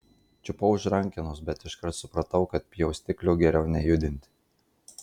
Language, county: Lithuanian, Marijampolė